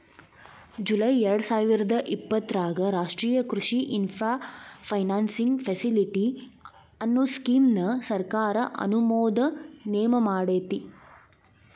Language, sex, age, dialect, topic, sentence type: Kannada, female, 18-24, Dharwad Kannada, agriculture, statement